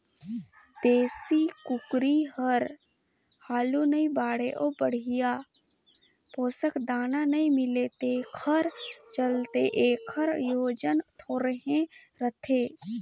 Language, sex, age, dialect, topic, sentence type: Chhattisgarhi, female, 18-24, Northern/Bhandar, agriculture, statement